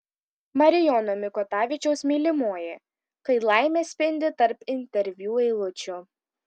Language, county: Lithuanian, Kaunas